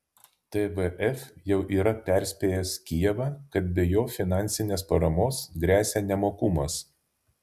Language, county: Lithuanian, Vilnius